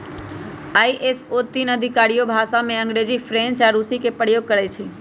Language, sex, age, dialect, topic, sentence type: Magahi, female, 25-30, Western, banking, statement